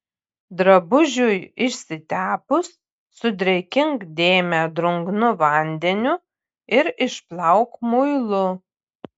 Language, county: Lithuanian, Panevėžys